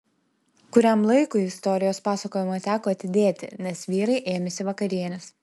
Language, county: Lithuanian, Telšiai